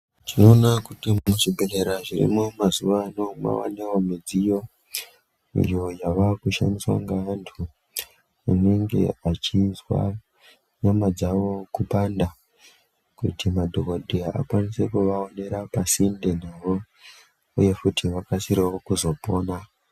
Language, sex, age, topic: Ndau, male, 25-35, health